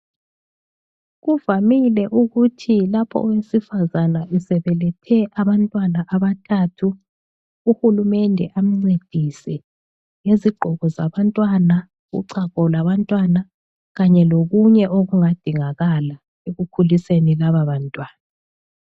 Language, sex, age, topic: North Ndebele, female, 36-49, health